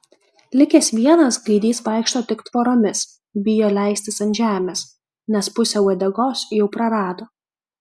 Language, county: Lithuanian, Kaunas